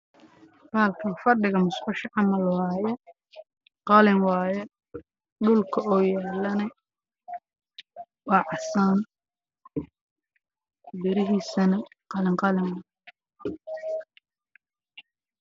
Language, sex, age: Somali, male, 18-24